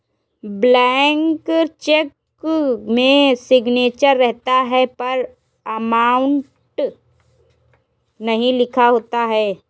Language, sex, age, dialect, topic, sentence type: Hindi, female, 18-24, Kanauji Braj Bhasha, banking, statement